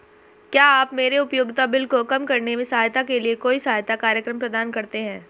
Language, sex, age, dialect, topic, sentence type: Hindi, female, 18-24, Hindustani Malvi Khadi Boli, banking, question